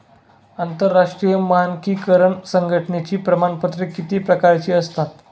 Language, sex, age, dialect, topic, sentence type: Marathi, male, 18-24, Standard Marathi, banking, statement